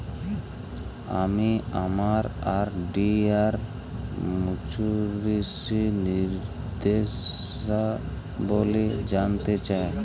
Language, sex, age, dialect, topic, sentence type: Bengali, male, 46-50, Jharkhandi, banking, statement